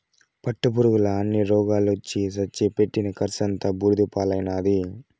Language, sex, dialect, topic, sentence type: Telugu, male, Southern, agriculture, statement